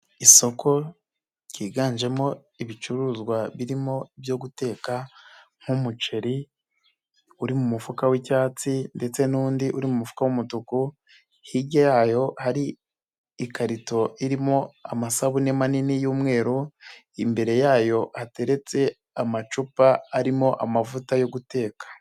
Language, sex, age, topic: Kinyarwanda, male, 25-35, finance